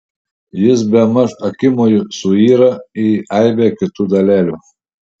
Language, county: Lithuanian, Šiauliai